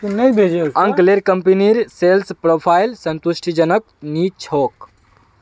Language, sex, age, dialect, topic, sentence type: Magahi, male, 18-24, Northeastern/Surjapuri, banking, statement